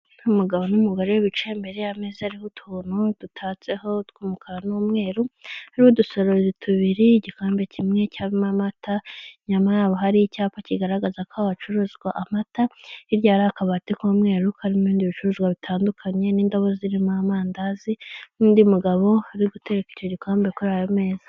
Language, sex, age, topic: Kinyarwanda, female, 25-35, finance